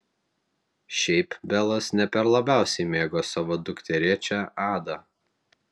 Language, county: Lithuanian, Vilnius